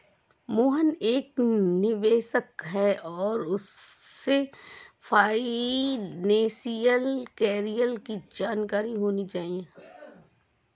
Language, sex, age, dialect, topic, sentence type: Hindi, female, 31-35, Awadhi Bundeli, banking, statement